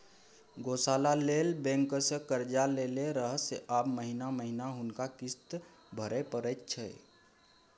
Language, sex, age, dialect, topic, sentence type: Maithili, male, 18-24, Bajjika, banking, statement